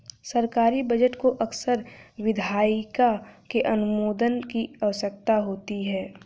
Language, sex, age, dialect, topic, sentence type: Hindi, female, 18-24, Hindustani Malvi Khadi Boli, banking, statement